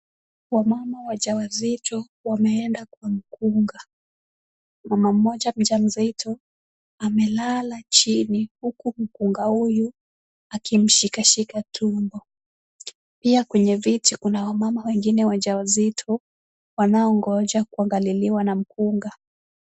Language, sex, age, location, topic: Swahili, female, 18-24, Kisumu, health